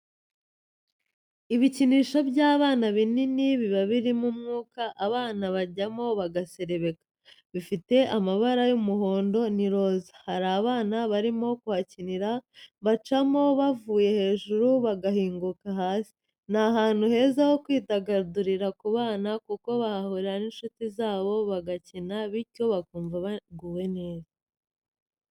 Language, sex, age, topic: Kinyarwanda, female, 25-35, education